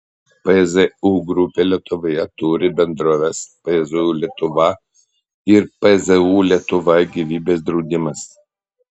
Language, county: Lithuanian, Panevėžys